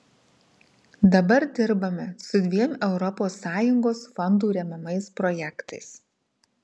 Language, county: Lithuanian, Marijampolė